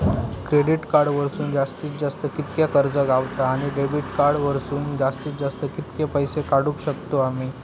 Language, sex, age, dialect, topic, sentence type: Marathi, male, 46-50, Southern Konkan, banking, question